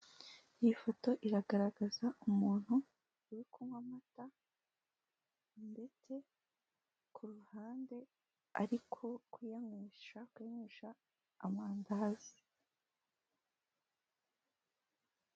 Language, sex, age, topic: Kinyarwanda, female, 18-24, finance